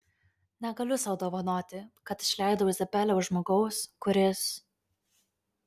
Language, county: Lithuanian, Kaunas